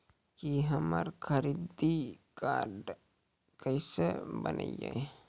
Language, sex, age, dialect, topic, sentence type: Maithili, male, 18-24, Angika, banking, question